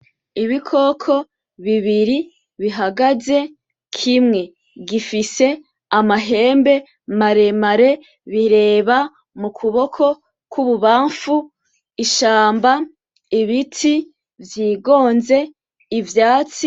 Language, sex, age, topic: Rundi, female, 25-35, agriculture